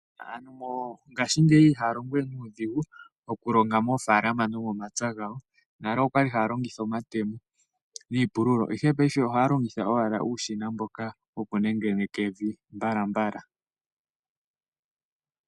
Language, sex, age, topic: Oshiwambo, male, 18-24, agriculture